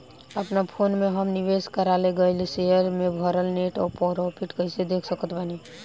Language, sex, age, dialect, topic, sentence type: Bhojpuri, female, 18-24, Southern / Standard, banking, question